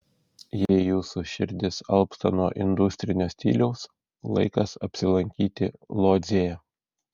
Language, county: Lithuanian, Šiauliai